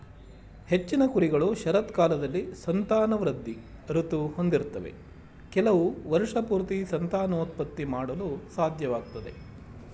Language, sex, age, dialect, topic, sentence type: Kannada, male, 36-40, Mysore Kannada, agriculture, statement